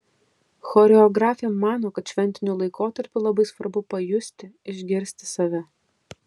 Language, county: Lithuanian, Kaunas